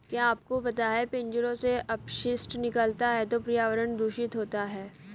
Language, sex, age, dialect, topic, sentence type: Hindi, female, 18-24, Hindustani Malvi Khadi Boli, agriculture, statement